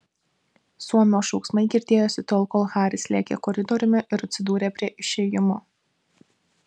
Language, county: Lithuanian, Vilnius